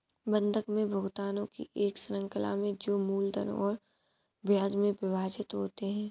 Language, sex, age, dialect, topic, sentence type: Hindi, male, 18-24, Kanauji Braj Bhasha, banking, statement